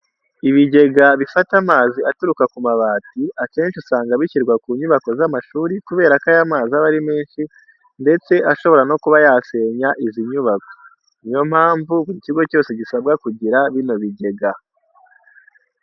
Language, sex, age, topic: Kinyarwanda, male, 18-24, education